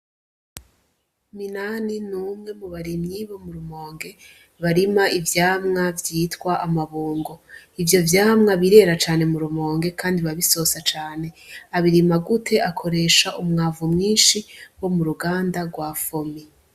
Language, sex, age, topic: Rundi, female, 25-35, agriculture